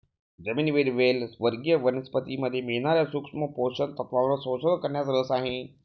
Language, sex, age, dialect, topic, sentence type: Marathi, male, 36-40, Standard Marathi, agriculture, statement